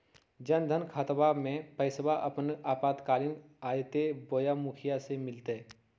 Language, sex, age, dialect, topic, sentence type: Magahi, female, 46-50, Southern, banking, question